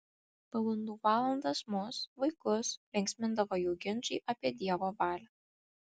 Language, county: Lithuanian, Kaunas